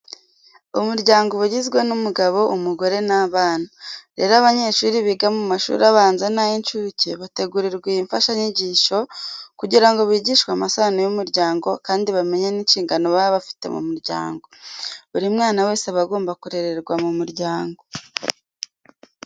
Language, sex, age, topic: Kinyarwanda, female, 18-24, education